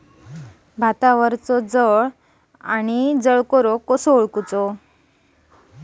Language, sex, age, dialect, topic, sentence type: Marathi, female, 25-30, Standard Marathi, agriculture, question